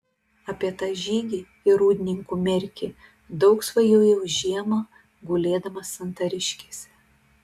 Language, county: Lithuanian, Telšiai